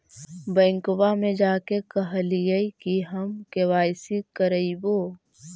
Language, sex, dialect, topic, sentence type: Magahi, female, Central/Standard, banking, question